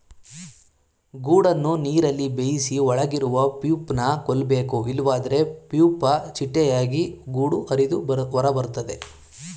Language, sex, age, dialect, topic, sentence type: Kannada, male, 18-24, Mysore Kannada, agriculture, statement